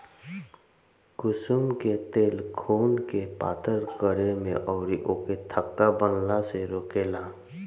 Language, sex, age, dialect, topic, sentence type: Bhojpuri, female, 51-55, Northern, agriculture, statement